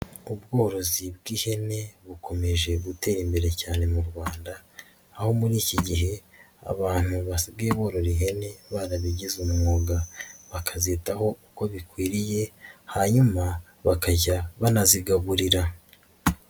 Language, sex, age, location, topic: Kinyarwanda, female, 18-24, Nyagatare, agriculture